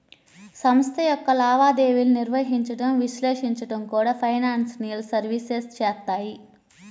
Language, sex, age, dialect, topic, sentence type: Telugu, female, 31-35, Central/Coastal, banking, statement